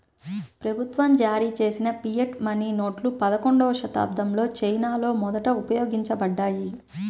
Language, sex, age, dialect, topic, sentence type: Telugu, female, 25-30, Central/Coastal, banking, statement